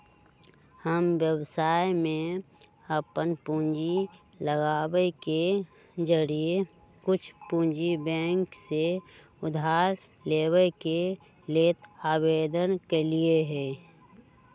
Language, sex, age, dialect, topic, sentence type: Magahi, female, 31-35, Western, banking, statement